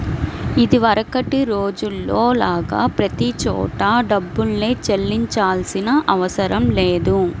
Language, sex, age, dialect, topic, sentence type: Telugu, female, 18-24, Central/Coastal, banking, statement